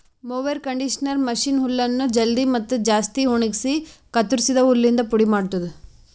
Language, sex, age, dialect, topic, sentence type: Kannada, female, 25-30, Northeastern, agriculture, statement